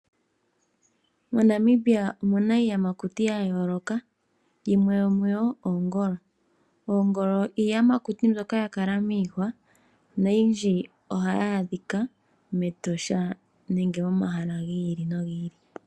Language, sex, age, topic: Oshiwambo, female, 25-35, agriculture